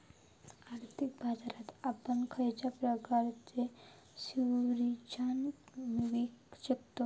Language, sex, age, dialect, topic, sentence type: Marathi, female, 31-35, Southern Konkan, banking, statement